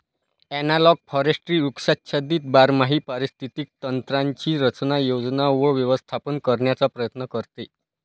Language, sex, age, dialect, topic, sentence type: Marathi, male, 31-35, Varhadi, agriculture, statement